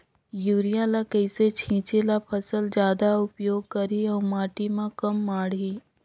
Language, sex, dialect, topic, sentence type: Chhattisgarhi, female, Northern/Bhandar, agriculture, question